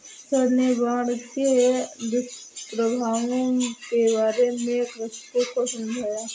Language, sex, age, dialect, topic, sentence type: Hindi, female, 56-60, Awadhi Bundeli, agriculture, statement